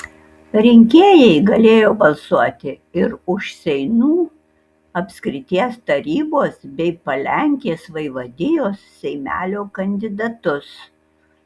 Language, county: Lithuanian, Kaunas